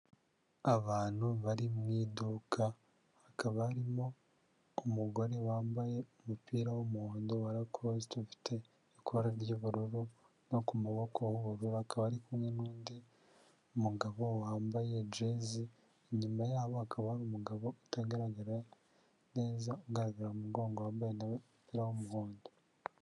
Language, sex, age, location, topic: Kinyarwanda, male, 50+, Kigali, finance